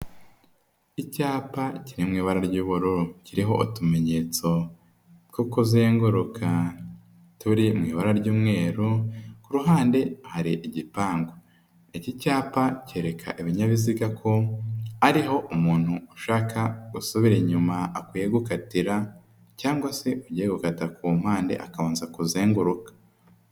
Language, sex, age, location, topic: Kinyarwanda, male, 25-35, Nyagatare, government